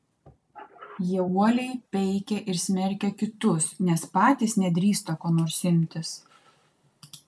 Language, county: Lithuanian, Kaunas